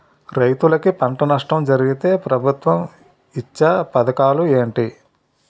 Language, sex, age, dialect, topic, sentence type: Telugu, male, 36-40, Utterandhra, agriculture, question